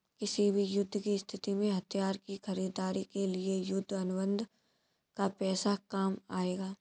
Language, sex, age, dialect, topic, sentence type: Hindi, male, 18-24, Kanauji Braj Bhasha, banking, statement